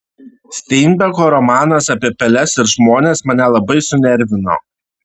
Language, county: Lithuanian, Šiauliai